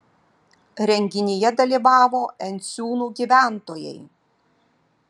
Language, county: Lithuanian, Vilnius